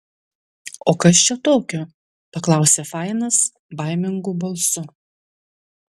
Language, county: Lithuanian, Vilnius